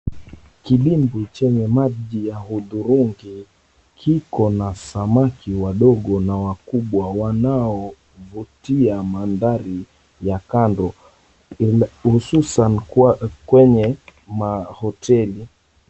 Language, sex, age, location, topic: Swahili, male, 25-35, Mombasa, agriculture